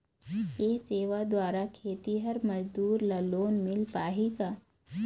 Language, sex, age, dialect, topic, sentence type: Chhattisgarhi, female, 25-30, Eastern, banking, question